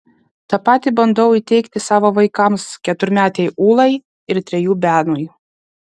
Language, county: Lithuanian, Vilnius